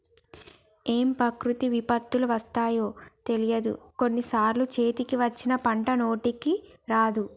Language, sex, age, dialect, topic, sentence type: Telugu, female, 25-30, Telangana, agriculture, statement